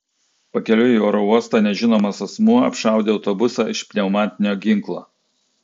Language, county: Lithuanian, Klaipėda